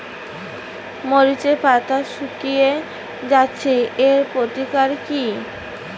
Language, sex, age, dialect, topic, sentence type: Bengali, female, 25-30, Rajbangshi, agriculture, question